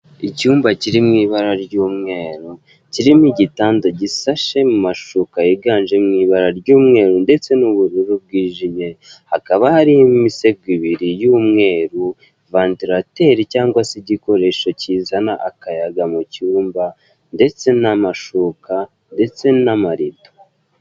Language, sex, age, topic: Kinyarwanda, male, 18-24, finance